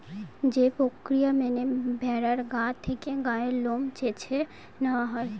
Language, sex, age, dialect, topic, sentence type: Bengali, female, 18-24, Northern/Varendri, agriculture, statement